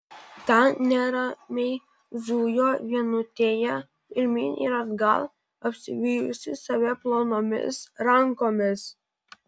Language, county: Lithuanian, Vilnius